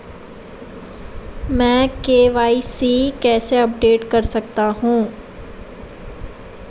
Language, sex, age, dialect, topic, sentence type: Hindi, female, 18-24, Marwari Dhudhari, banking, question